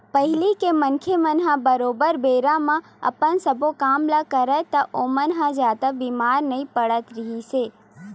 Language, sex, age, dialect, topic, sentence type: Chhattisgarhi, female, 18-24, Western/Budati/Khatahi, banking, statement